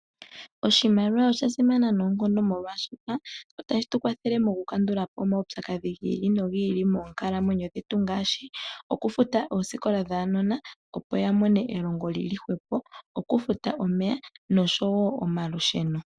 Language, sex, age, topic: Oshiwambo, female, 18-24, finance